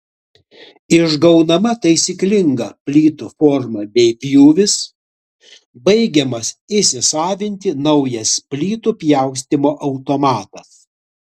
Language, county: Lithuanian, Utena